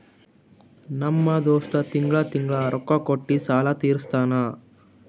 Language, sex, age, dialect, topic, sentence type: Kannada, male, 18-24, Northeastern, banking, statement